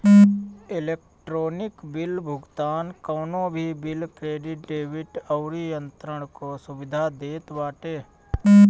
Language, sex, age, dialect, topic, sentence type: Bhojpuri, male, 31-35, Northern, banking, statement